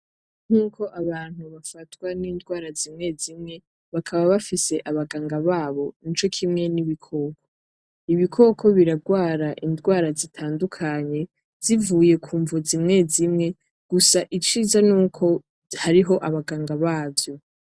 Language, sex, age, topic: Rundi, female, 18-24, agriculture